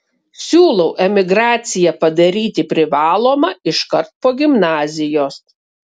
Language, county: Lithuanian, Kaunas